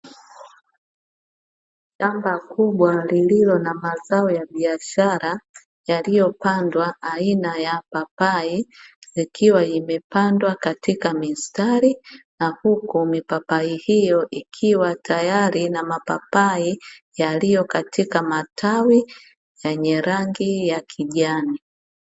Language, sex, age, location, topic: Swahili, female, 50+, Dar es Salaam, agriculture